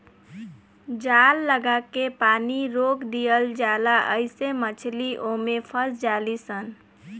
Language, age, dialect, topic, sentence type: Bhojpuri, 18-24, Southern / Standard, agriculture, statement